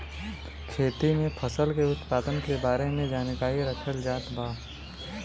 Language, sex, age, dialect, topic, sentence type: Bhojpuri, male, 18-24, Western, agriculture, statement